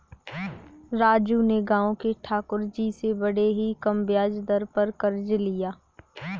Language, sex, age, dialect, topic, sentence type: Hindi, female, 18-24, Kanauji Braj Bhasha, banking, statement